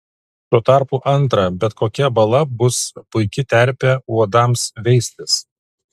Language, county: Lithuanian, Vilnius